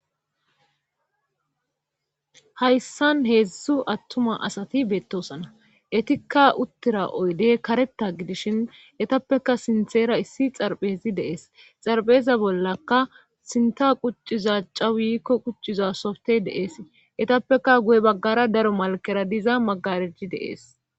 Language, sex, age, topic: Gamo, female, 25-35, government